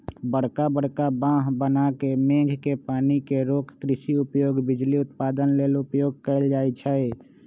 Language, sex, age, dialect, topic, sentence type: Magahi, male, 25-30, Western, agriculture, statement